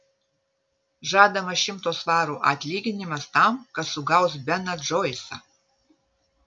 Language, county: Lithuanian, Vilnius